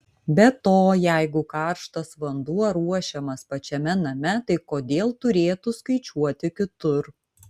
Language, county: Lithuanian, Vilnius